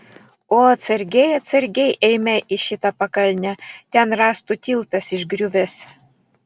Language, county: Lithuanian, Vilnius